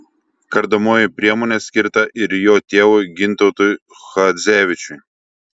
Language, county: Lithuanian, Šiauliai